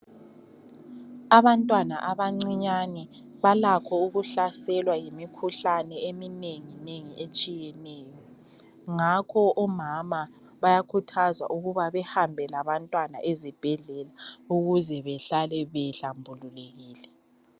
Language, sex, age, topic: North Ndebele, female, 25-35, health